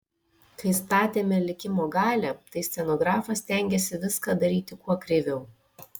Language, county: Lithuanian, Šiauliai